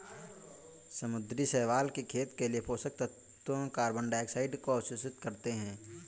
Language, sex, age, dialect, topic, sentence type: Hindi, male, 18-24, Kanauji Braj Bhasha, agriculture, statement